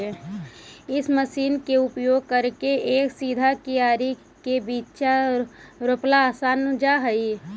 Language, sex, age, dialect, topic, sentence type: Magahi, female, 25-30, Central/Standard, banking, statement